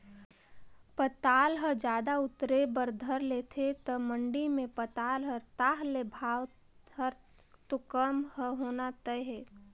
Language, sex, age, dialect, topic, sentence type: Chhattisgarhi, female, 25-30, Northern/Bhandar, agriculture, statement